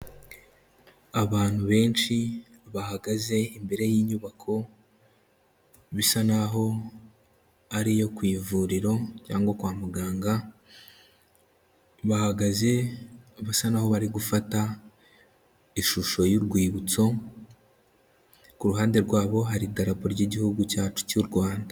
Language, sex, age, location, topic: Kinyarwanda, male, 18-24, Kigali, health